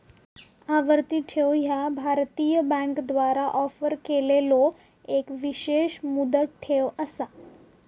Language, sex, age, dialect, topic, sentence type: Marathi, female, 18-24, Southern Konkan, banking, statement